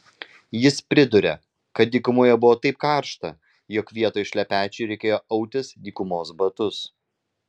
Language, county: Lithuanian, Vilnius